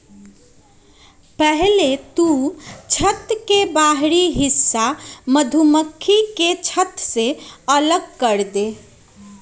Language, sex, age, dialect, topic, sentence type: Magahi, female, 31-35, Western, agriculture, statement